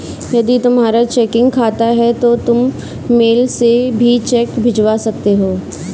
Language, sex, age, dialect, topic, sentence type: Hindi, female, 46-50, Kanauji Braj Bhasha, banking, statement